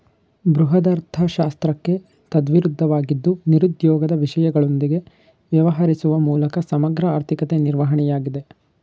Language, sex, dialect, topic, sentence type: Kannada, male, Mysore Kannada, banking, statement